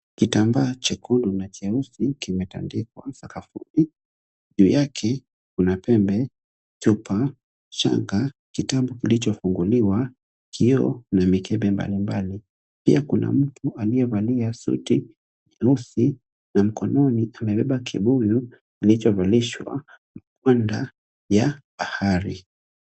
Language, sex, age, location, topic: Swahili, male, 25-35, Kisumu, health